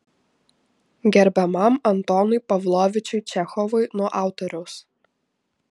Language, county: Lithuanian, Šiauliai